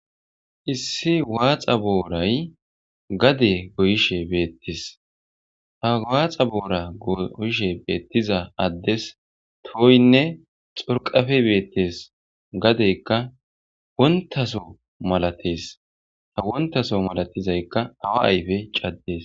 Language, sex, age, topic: Gamo, male, 25-35, agriculture